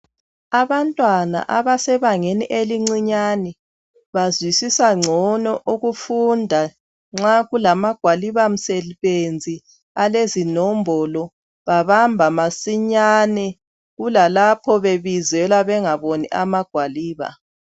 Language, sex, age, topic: North Ndebele, female, 36-49, education